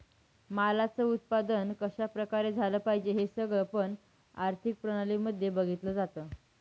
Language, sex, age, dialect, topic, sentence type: Marathi, female, 18-24, Northern Konkan, banking, statement